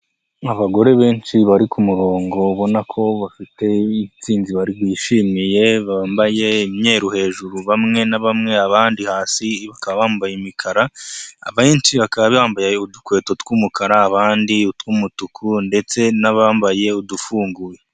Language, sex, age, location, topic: Kinyarwanda, male, 25-35, Huye, health